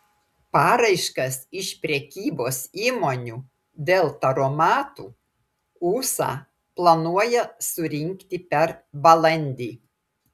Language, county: Lithuanian, Klaipėda